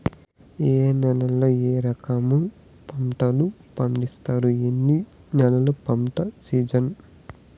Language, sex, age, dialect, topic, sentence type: Telugu, male, 18-24, Southern, agriculture, question